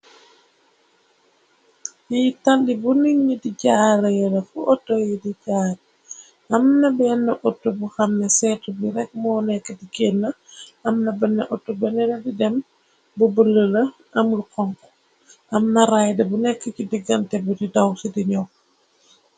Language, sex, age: Wolof, female, 25-35